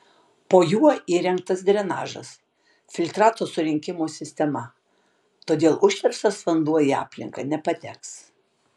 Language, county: Lithuanian, Tauragė